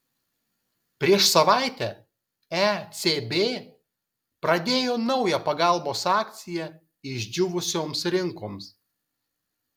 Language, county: Lithuanian, Kaunas